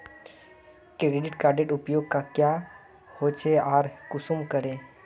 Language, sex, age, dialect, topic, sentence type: Magahi, male, 31-35, Northeastern/Surjapuri, banking, question